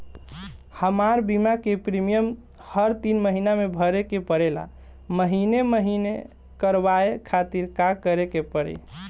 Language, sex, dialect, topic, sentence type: Bhojpuri, male, Southern / Standard, banking, question